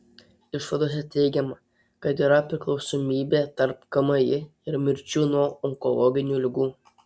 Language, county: Lithuanian, Telšiai